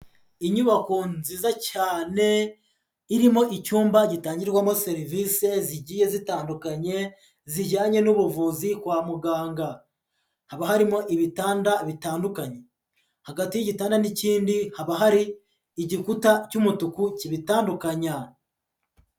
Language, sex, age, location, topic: Kinyarwanda, male, 25-35, Huye, health